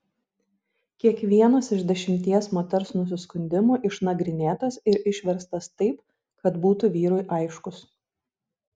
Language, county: Lithuanian, Šiauliai